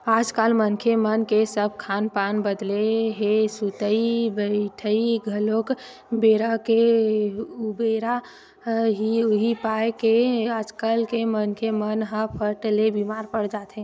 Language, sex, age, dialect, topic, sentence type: Chhattisgarhi, female, 18-24, Western/Budati/Khatahi, banking, statement